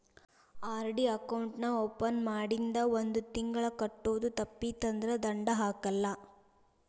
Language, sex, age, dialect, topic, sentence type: Kannada, female, 18-24, Dharwad Kannada, banking, statement